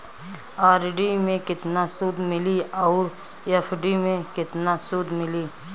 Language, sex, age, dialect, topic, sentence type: Bhojpuri, female, 25-30, Southern / Standard, banking, question